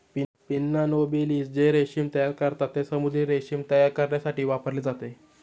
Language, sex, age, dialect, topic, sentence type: Marathi, male, 18-24, Standard Marathi, agriculture, statement